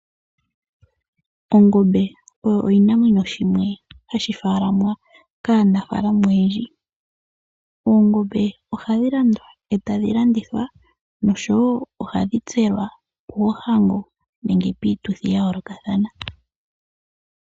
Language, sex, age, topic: Oshiwambo, female, 18-24, agriculture